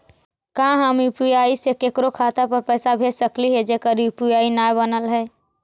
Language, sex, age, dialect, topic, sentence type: Magahi, male, 60-100, Central/Standard, banking, question